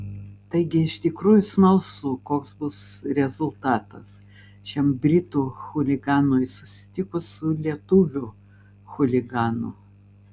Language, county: Lithuanian, Vilnius